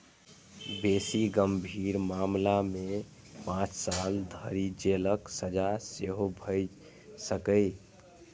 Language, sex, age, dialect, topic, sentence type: Maithili, male, 25-30, Eastern / Thethi, banking, statement